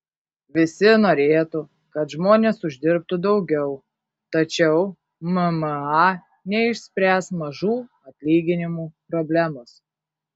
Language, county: Lithuanian, Kaunas